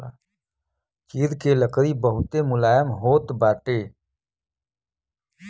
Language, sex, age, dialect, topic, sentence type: Bhojpuri, male, 41-45, Western, agriculture, statement